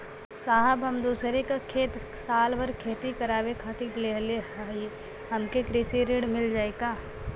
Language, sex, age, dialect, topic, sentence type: Bhojpuri, female, <18, Western, banking, question